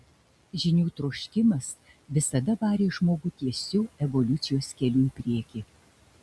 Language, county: Lithuanian, Šiauliai